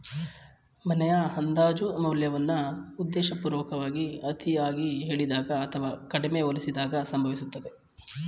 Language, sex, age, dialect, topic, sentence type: Kannada, male, 36-40, Mysore Kannada, banking, statement